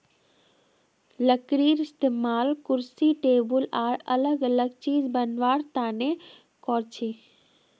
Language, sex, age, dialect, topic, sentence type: Magahi, female, 18-24, Northeastern/Surjapuri, agriculture, statement